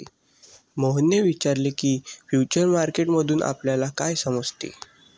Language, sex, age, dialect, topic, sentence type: Marathi, male, 60-100, Standard Marathi, banking, statement